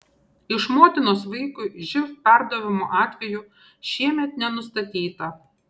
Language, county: Lithuanian, Šiauliai